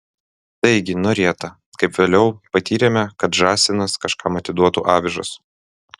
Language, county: Lithuanian, Vilnius